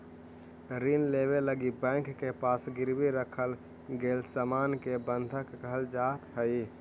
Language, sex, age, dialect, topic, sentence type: Magahi, male, 18-24, Central/Standard, banking, statement